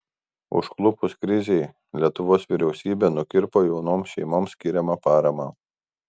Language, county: Lithuanian, Kaunas